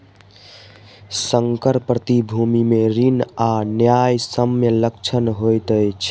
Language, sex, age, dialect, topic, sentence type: Maithili, male, 18-24, Southern/Standard, banking, statement